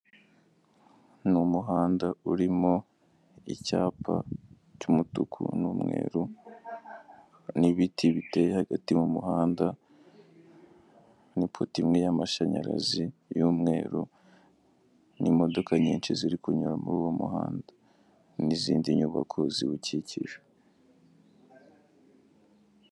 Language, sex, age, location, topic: Kinyarwanda, male, 18-24, Kigali, government